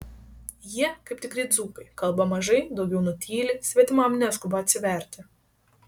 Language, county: Lithuanian, Šiauliai